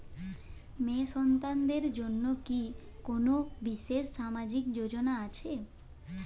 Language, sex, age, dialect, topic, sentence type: Bengali, female, 18-24, Jharkhandi, banking, statement